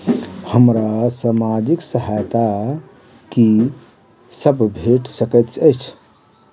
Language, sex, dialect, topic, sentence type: Maithili, male, Southern/Standard, banking, question